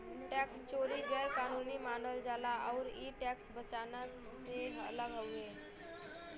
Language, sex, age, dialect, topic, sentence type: Bhojpuri, female, 18-24, Western, banking, statement